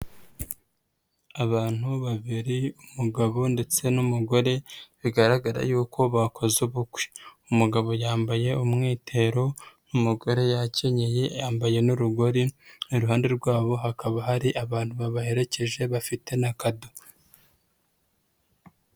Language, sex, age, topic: Kinyarwanda, male, 25-35, government